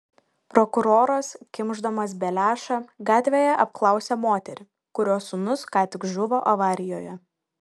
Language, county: Lithuanian, Šiauliai